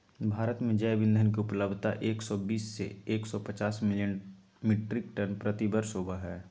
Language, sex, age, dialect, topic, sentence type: Magahi, male, 18-24, Southern, agriculture, statement